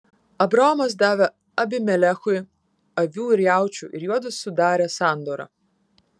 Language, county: Lithuanian, Kaunas